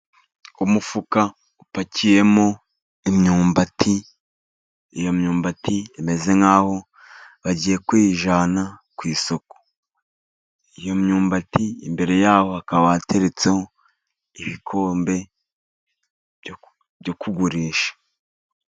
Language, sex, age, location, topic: Kinyarwanda, male, 36-49, Musanze, agriculture